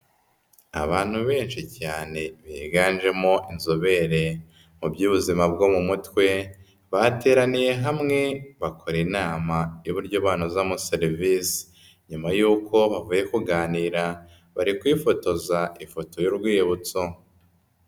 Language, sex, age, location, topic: Kinyarwanda, female, 18-24, Nyagatare, health